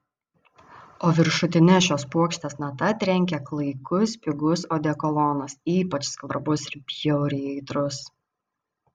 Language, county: Lithuanian, Vilnius